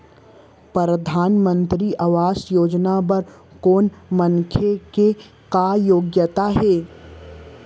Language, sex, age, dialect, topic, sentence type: Chhattisgarhi, male, 60-100, Central, banking, question